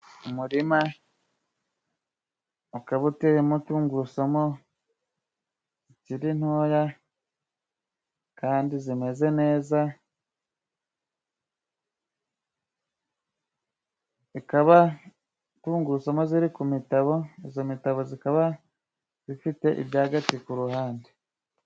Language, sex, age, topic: Kinyarwanda, male, 25-35, agriculture